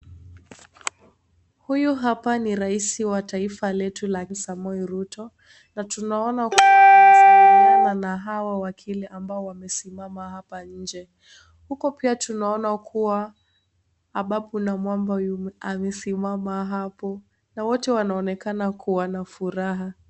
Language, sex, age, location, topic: Swahili, female, 18-24, Kisii, government